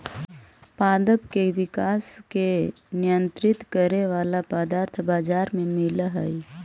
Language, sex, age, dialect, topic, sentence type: Magahi, male, 18-24, Central/Standard, banking, statement